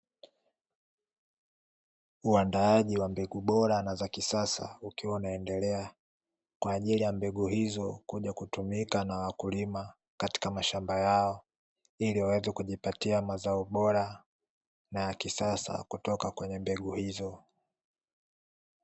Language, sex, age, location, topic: Swahili, male, 18-24, Dar es Salaam, agriculture